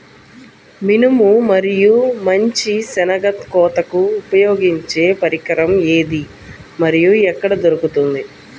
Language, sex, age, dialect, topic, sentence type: Telugu, female, 31-35, Central/Coastal, agriculture, question